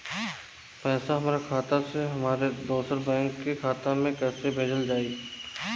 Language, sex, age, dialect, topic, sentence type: Bhojpuri, male, 25-30, Southern / Standard, banking, question